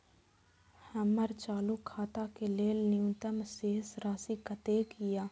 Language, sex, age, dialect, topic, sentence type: Maithili, female, 18-24, Eastern / Thethi, banking, statement